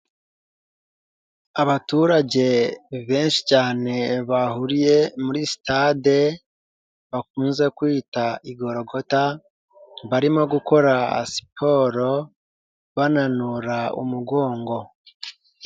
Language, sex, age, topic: Kinyarwanda, male, 18-24, government